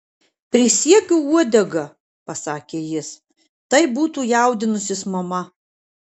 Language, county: Lithuanian, Kaunas